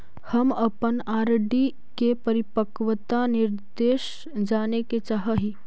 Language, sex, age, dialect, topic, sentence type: Magahi, female, 36-40, Central/Standard, banking, statement